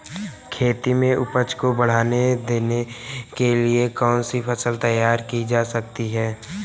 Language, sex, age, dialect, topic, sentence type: Hindi, male, 36-40, Awadhi Bundeli, agriculture, question